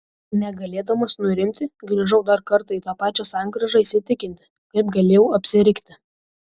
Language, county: Lithuanian, Šiauliai